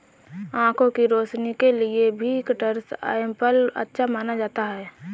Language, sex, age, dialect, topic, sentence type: Hindi, female, 18-24, Awadhi Bundeli, agriculture, statement